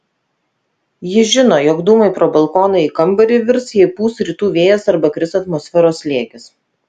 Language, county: Lithuanian, Vilnius